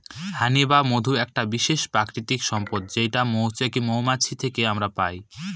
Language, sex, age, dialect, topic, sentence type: Bengali, male, 18-24, Northern/Varendri, agriculture, statement